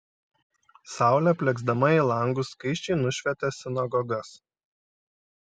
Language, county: Lithuanian, Šiauliai